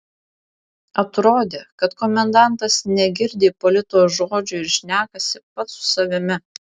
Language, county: Lithuanian, Vilnius